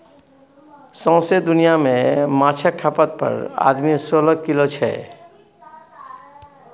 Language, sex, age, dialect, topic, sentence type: Maithili, male, 46-50, Bajjika, agriculture, statement